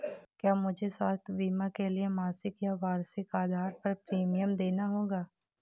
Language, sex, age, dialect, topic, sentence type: Hindi, female, 18-24, Marwari Dhudhari, banking, question